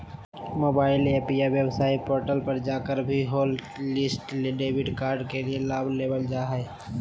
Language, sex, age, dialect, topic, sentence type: Magahi, male, 18-24, Southern, banking, statement